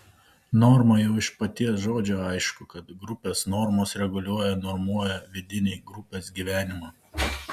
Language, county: Lithuanian, Panevėžys